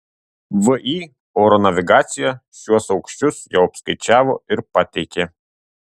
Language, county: Lithuanian, Tauragė